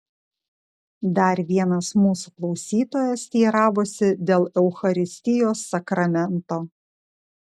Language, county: Lithuanian, Šiauliai